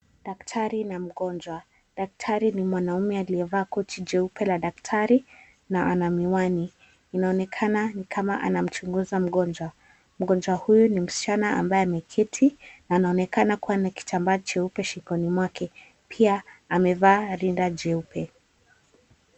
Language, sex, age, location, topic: Swahili, female, 18-24, Mombasa, health